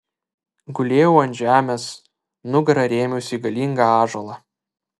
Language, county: Lithuanian, Vilnius